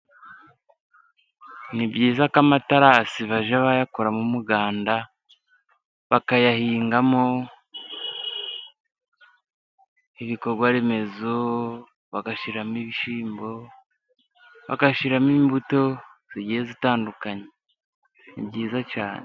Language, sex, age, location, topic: Kinyarwanda, male, 25-35, Musanze, agriculture